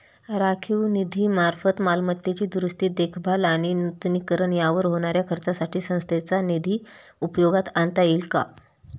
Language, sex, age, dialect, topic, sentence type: Marathi, female, 31-35, Standard Marathi, banking, question